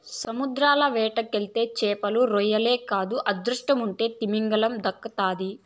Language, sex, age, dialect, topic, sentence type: Telugu, female, 18-24, Southern, agriculture, statement